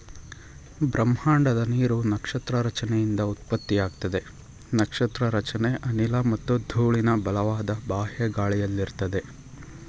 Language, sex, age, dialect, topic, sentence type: Kannada, male, 25-30, Mysore Kannada, agriculture, statement